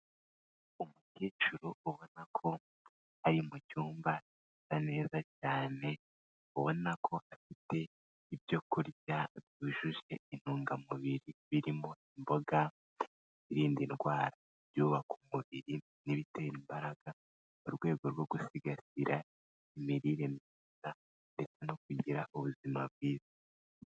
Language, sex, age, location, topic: Kinyarwanda, female, 25-35, Kigali, health